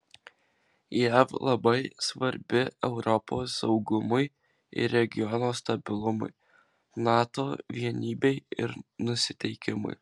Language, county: Lithuanian, Marijampolė